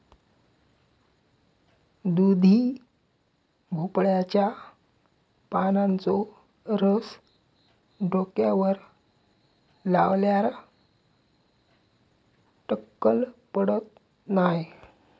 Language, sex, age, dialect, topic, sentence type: Marathi, male, 18-24, Southern Konkan, agriculture, statement